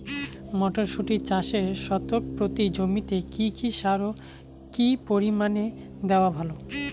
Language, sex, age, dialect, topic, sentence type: Bengali, male, 18-24, Rajbangshi, agriculture, question